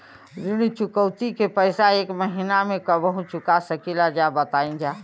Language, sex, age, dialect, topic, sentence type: Bhojpuri, female, 60-100, Western, banking, question